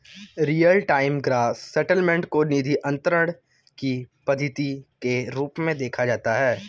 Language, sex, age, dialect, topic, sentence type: Hindi, male, 18-24, Kanauji Braj Bhasha, banking, statement